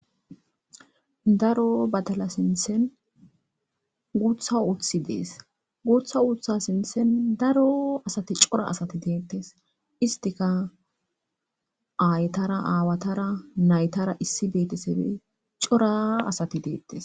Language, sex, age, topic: Gamo, female, 25-35, agriculture